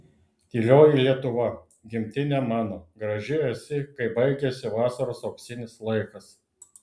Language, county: Lithuanian, Klaipėda